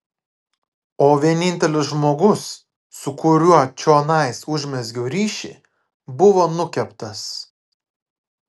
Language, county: Lithuanian, Klaipėda